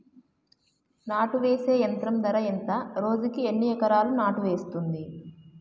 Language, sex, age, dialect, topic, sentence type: Telugu, female, 18-24, Telangana, agriculture, question